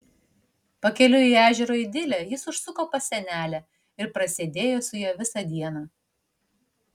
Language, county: Lithuanian, Vilnius